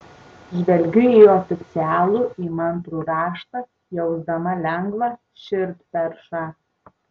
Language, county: Lithuanian, Tauragė